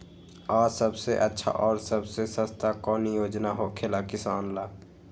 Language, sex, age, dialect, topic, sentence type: Magahi, male, 18-24, Western, agriculture, question